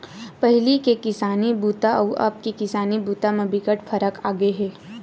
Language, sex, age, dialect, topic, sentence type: Chhattisgarhi, female, 56-60, Western/Budati/Khatahi, agriculture, statement